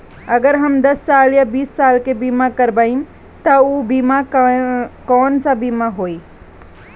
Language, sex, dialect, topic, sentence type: Bhojpuri, female, Northern, banking, question